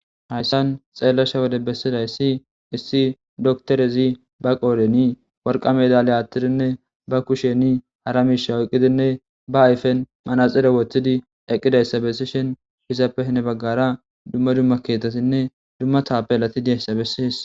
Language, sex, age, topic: Gamo, male, 18-24, government